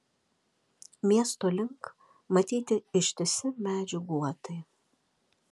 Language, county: Lithuanian, Alytus